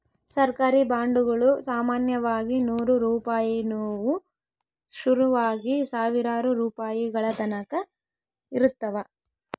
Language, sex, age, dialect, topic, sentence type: Kannada, female, 18-24, Central, banking, statement